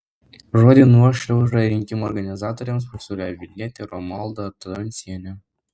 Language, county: Lithuanian, Vilnius